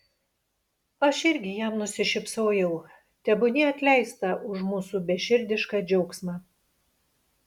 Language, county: Lithuanian, Panevėžys